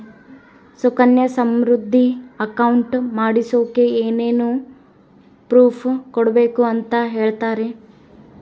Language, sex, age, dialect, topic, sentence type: Kannada, female, 18-24, Central, banking, question